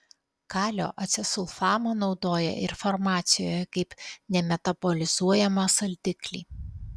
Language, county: Lithuanian, Alytus